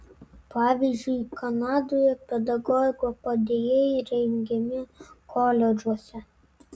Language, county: Lithuanian, Vilnius